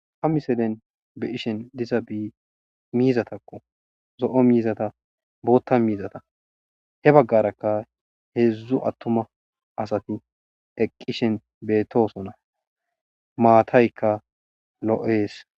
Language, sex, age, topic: Gamo, male, 25-35, agriculture